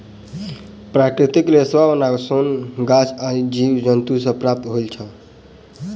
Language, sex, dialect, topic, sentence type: Maithili, male, Southern/Standard, agriculture, statement